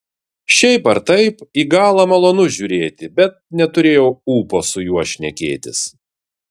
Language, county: Lithuanian, Vilnius